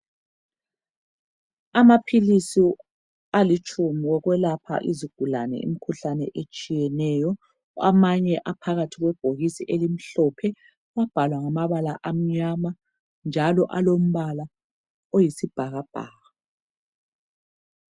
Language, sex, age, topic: North Ndebele, female, 36-49, health